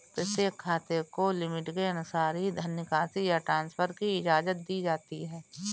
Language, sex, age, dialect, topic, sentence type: Hindi, female, 41-45, Kanauji Braj Bhasha, banking, statement